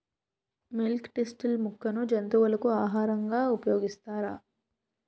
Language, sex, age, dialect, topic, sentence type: Telugu, female, 18-24, Utterandhra, agriculture, question